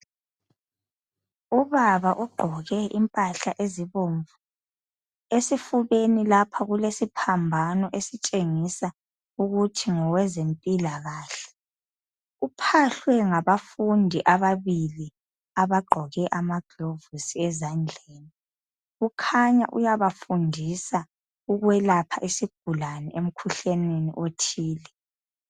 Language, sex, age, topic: North Ndebele, female, 25-35, health